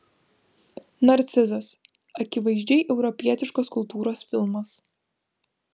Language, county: Lithuanian, Vilnius